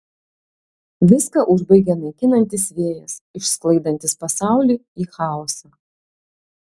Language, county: Lithuanian, Klaipėda